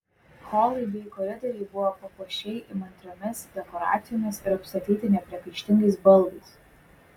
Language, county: Lithuanian, Vilnius